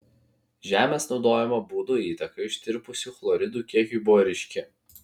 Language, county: Lithuanian, Vilnius